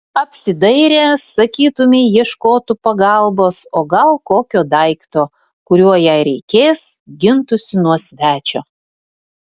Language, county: Lithuanian, Vilnius